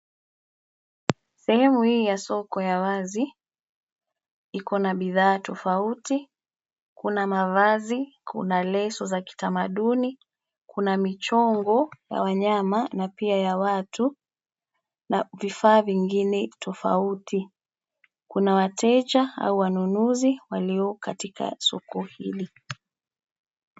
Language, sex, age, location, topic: Swahili, female, 25-35, Nairobi, finance